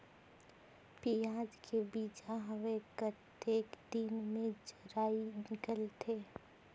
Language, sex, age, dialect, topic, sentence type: Chhattisgarhi, female, 18-24, Northern/Bhandar, agriculture, question